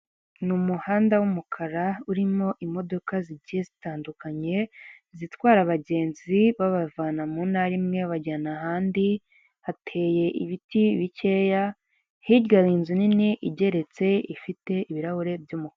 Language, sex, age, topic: Kinyarwanda, female, 18-24, finance